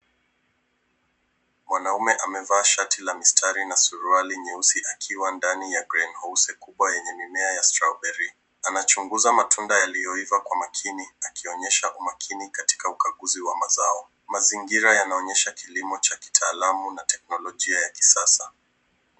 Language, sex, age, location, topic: Swahili, male, 18-24, Nairobi, agriculture